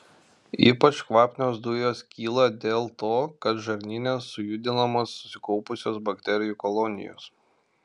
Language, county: Lithuanian, Šiauliai